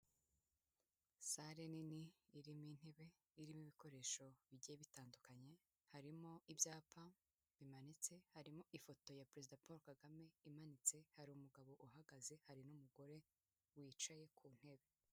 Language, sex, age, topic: Kinyarwanda, female, 18-24, health